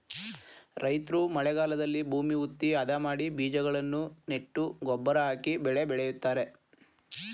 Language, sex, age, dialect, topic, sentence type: Kannada, male, 18-24, Mysore Kannada, agriculture, statement